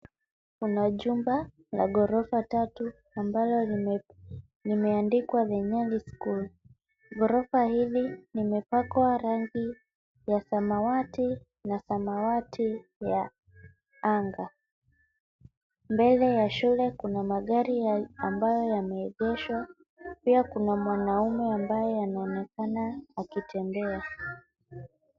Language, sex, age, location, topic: Swahili, male, 18-24, Mombasa, education